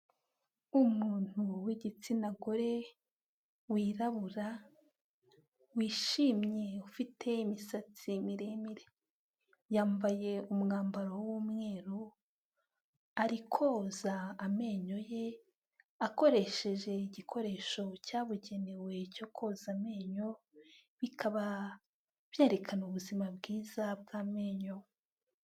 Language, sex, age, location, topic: Kinyarwanda, female, 18-24, Kigali, health